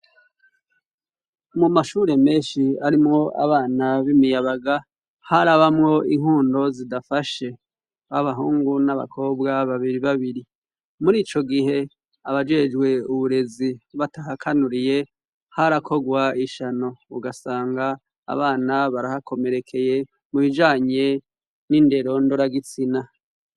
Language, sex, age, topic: Rundi, male, 36-49, education